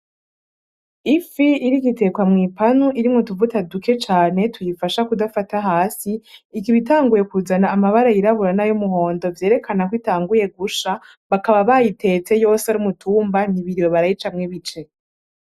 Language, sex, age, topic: Rundi, female, 18-24, agriculture